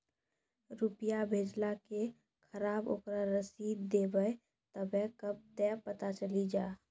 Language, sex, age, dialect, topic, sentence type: Maithili, female, 18-24, Angika, banking, question